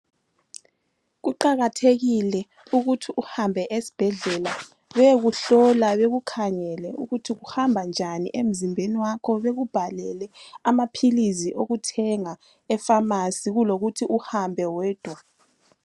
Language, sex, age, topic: North Ndebele, female, 25-35, health